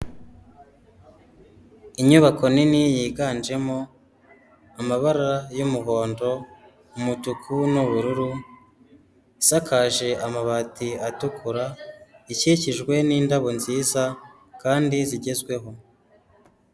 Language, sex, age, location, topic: Kinyarwanda, male, 25-35, Kigali, health